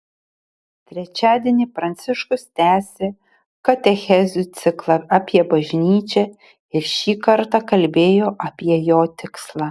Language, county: Lithuanian, Šiauliai